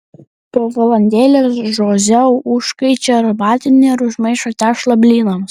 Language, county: Lithuanian, Panevėžys